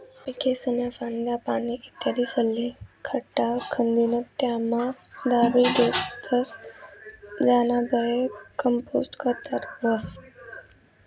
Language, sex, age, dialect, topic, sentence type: Marathi, female, 18-24, Northern Konkan, agriculture, statement